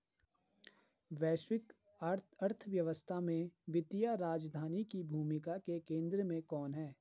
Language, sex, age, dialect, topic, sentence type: Hindi, male, 51-55, Garhwali, banking, statement